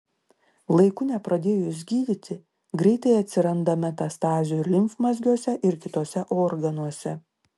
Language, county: Lithuanian, Klaipėda